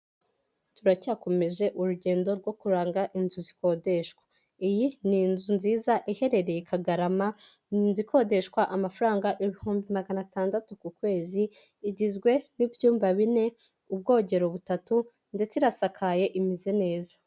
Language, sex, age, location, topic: Kinyarwanda, female, 18-24, Huye, finance